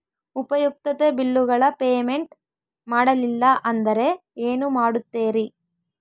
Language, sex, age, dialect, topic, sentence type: Kannada, female, 18-24, Central, banking, question